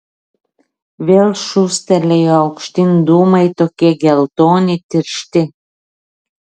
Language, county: Lithuanian, Klaipėda